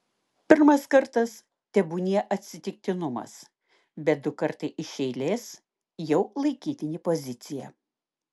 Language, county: Lithuanian, Klaipėda